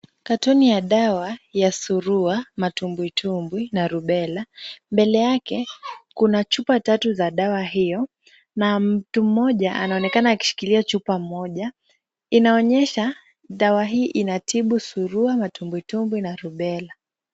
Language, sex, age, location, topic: Swahili, female, 25-35, Kisumu, health